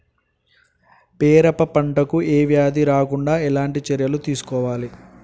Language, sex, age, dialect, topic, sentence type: Telugu, male, 18-24, Telangana, agriculture, question